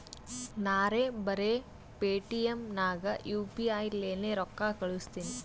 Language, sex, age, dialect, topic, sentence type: Kannada, female, 18-24, Northeastern, banking, statement